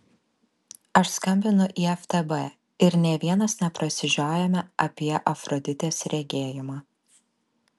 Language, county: Lithuanian, Alytus